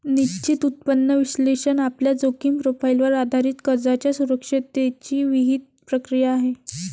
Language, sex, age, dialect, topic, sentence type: Marathi, female, 18-24, Varhadi, banking, statement